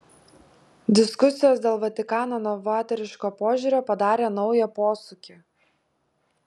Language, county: Lithuanian, Vilnius